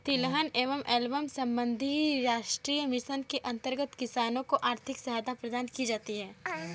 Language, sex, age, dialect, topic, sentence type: Hindi, female, 18-24, Kanauji Braj Bhasha, agriculture, statement